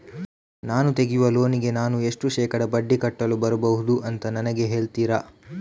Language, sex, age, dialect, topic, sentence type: Kannada, male, 36-40, Coastal/Dakshin, banking, question